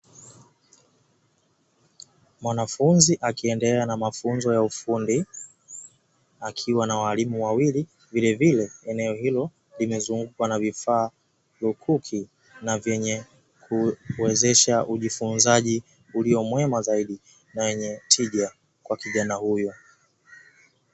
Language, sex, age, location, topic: Swahili, male, 18-24, Dar es Salaam, education